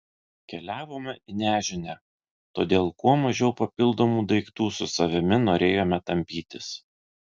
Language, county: Lithuanian, Vilnius